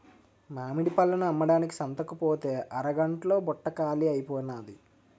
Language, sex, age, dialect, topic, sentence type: Telugu, male, 18-24, Utterandhra, banking, statement